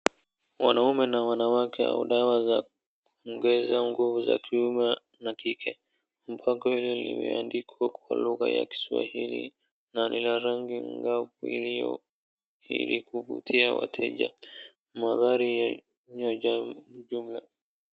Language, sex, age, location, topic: Swahili, male, 25-35, Wajir, health